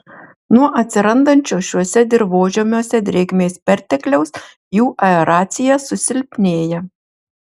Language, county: Lithuanian, Marijampolė